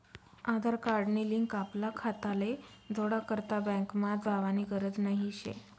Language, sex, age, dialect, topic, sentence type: Marathi, female, 31-35, Northern Konkan, banking, statement